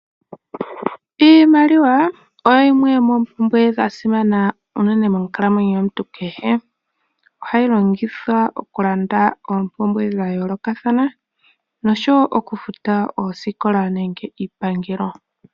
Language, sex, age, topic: Oshiwambo, male, 18-24, finance